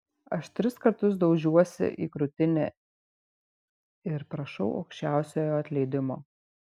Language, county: Lithuanian, Šiauliai